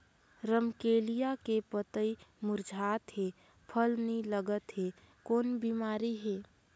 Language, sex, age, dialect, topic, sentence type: Chhattisgarhi, female, 18-24, Northern/Bhandar, agriculture, question